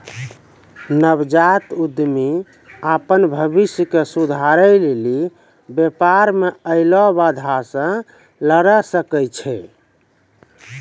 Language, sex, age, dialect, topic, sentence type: Maithili, male, 41-45, Angika, banking, statement